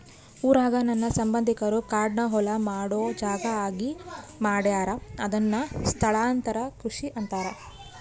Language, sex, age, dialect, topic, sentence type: Kannada, female, 31-35, Central, agriculture, statement